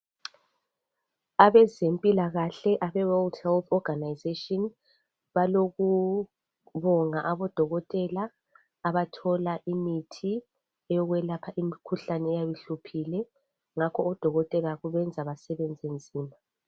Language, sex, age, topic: North Ndebele, female, 36-49, health